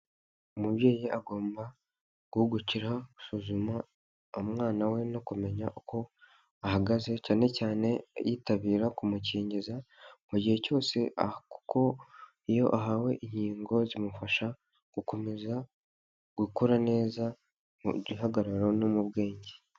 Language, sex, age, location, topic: Kinyarwanda, male, 25-35, Huye, health